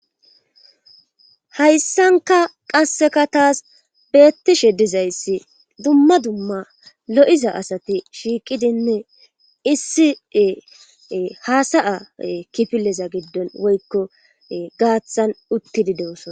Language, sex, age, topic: Gamo, female, 25-35, government